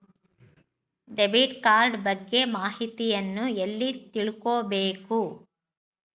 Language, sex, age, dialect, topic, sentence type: Kannada, female, 60-100, Central, banking, question